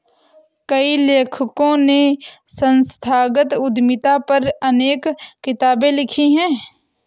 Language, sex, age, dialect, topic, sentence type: Hindi, female, 25-30, Awadhi Bundeli, banking, statement